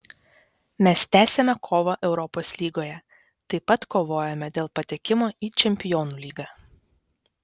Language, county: Lithuanian, Vilnius